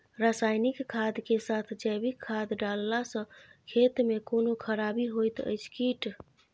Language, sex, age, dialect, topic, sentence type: Maithili, female, 41-45, Bajjika, agriculture, question